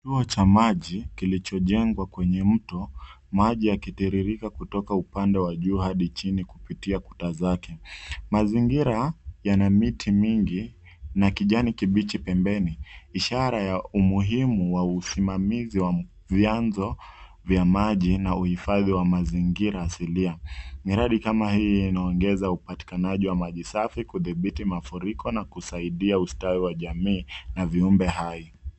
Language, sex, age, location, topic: Swahili, male, 25-35, Nairobi, government